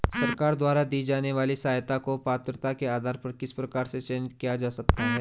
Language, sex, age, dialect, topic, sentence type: Hindi, male, 25-30, Garhwali, banking, question